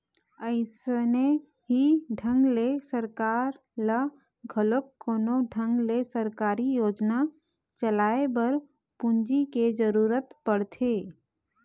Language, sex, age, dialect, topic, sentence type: Chhattisgarhi, female, 31-35, Eastern, banking, statement